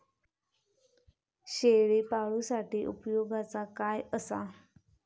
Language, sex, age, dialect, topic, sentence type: Marathi, female, 25-30, Southern Konkan, agriculture, question